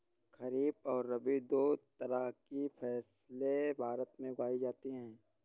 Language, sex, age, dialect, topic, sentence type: Hindi, male, 31-35, Awadhi Bundeli, agriculture, statement